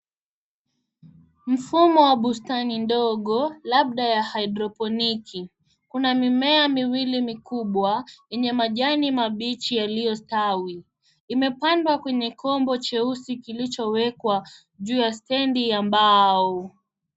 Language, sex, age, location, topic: Swahili, female, 18-24, Nairobi, agriculture